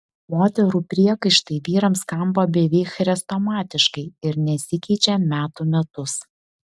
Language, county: Lithuanian, Šiauliai